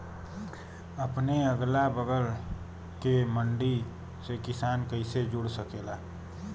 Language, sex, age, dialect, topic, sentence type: Bhojpuri, male, 25-30, Western, agriculture, question